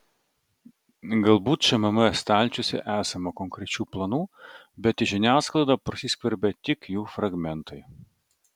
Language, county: Lithuanian, Vilnius